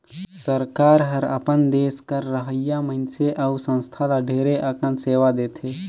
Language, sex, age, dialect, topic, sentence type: Chhattisgarhi, male, 18-24, Northern/Bhandar, banking, statement